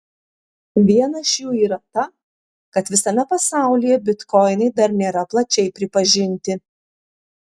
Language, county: Lithuanian, Panevėžys